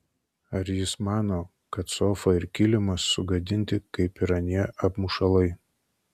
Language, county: Lithuanian, Kaunas